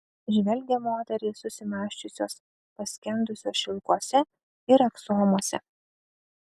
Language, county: Lithuanian, Kaunas